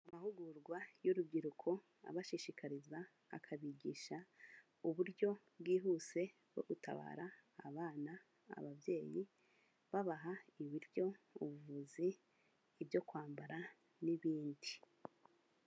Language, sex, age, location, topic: Kinyarwanda, female, 25-35, Kigali, health